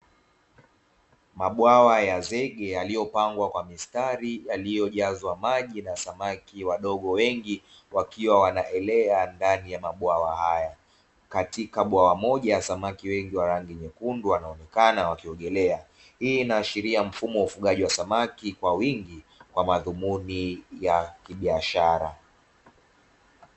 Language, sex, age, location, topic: Swahili, male, 25-35, Dar es Salaam, agriculture